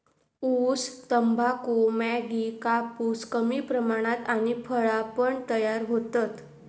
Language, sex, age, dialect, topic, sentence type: Marathi, female, 51-55, Southern Konkan, agriculture, statement